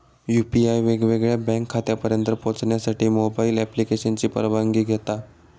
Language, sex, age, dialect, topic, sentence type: Marathi, male, 18-24, Southern Konkan, banking, statement